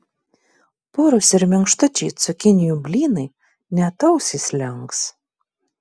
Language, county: Lithuanian, Vilnius